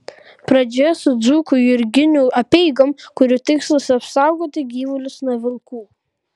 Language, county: Lithuanian, Kaunas